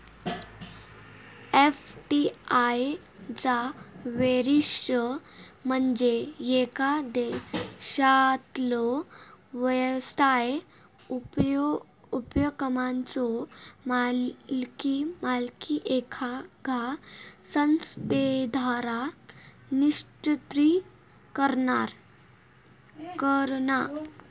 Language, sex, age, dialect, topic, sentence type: Marathi, female, 18-24, Southern Konkan, banking, statement